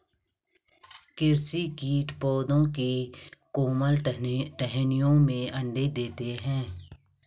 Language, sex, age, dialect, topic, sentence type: Hindi, female, 36-40, Garhwali, agriculture, statement